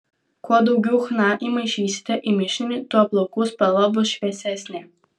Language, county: Lithuanian, Vilnius